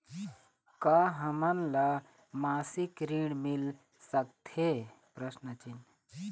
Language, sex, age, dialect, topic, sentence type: Chhattisgarhi, male, 36-40, Eastern, banking, question